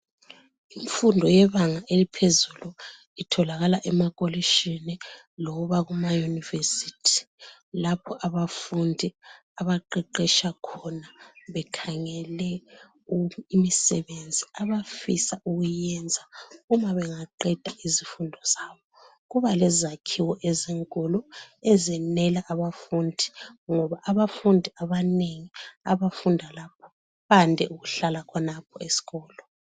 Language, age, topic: North Ndebele, 36-49, education